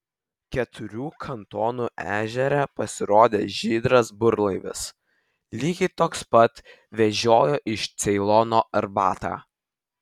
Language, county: Lithuanian, Vilnius